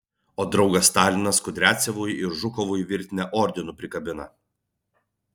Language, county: Lithuanian, Vilnius